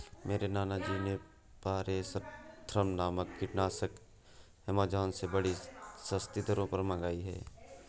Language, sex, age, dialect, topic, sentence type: Hindi, male, 18-24, Awadhi Bundeli, agriculture, statement